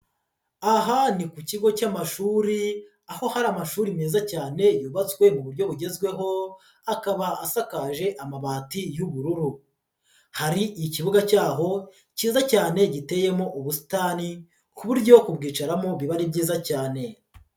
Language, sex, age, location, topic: Kinyarwanda, male, 36-49, Huye, education